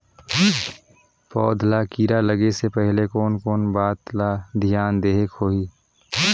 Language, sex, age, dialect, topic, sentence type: Chhattisgarhi, male, 31-35, Northern/Bhandar, agriculture, question